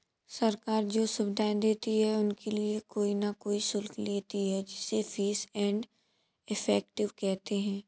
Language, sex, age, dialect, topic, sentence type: Hindi, male, 18-24, Kanauji Braj Bhasha, banking, statement